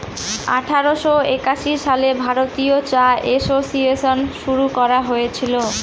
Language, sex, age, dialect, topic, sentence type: Bengali, female, 18-24, Northern/Varendri, agriculture, statement